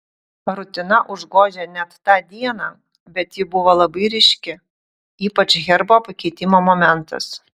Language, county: Lithuanian, Utena